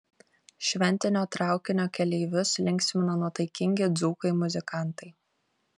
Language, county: Lithuanian, Kaunas